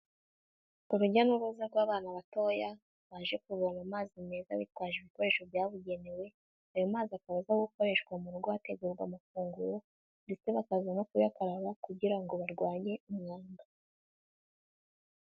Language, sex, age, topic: Kinyarwanda, female, 18-24, health